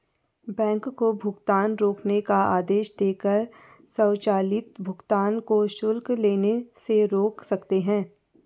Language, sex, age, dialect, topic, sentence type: Hindi, female, 51-55, Garhwali, banking, statement